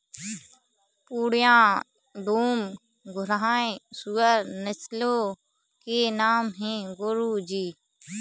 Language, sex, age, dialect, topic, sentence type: Hindi, female, 18-24, Kanauji Braj Bhasha, agriculture, statement